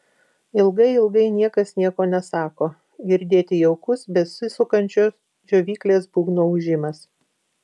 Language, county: Lithuanian, Vilnius